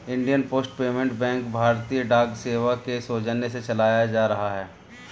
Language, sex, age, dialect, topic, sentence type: Hindi, male, 36-40, Marwari Dhudhari, banking, statement